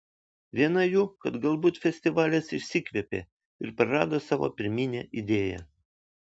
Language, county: Lithuanian, Vilnius